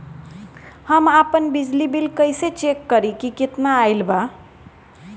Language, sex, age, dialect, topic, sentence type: Bhojpuri, female, 60-100, Northern, banking, question